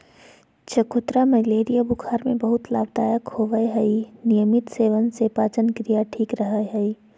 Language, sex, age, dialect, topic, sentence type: Magahi, female, 18-24, Southern, agriculture, statement